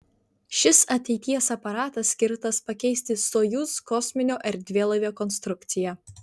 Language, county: Lithuanian, Vilnius